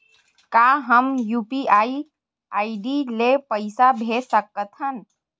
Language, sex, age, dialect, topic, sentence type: Chhattisgarhi, female, 18-24, Western/Budati/Khatahi, banking, question